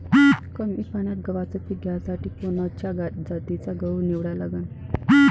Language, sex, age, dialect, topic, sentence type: Marathi, female, 25-30, Varhadi, agriculture, question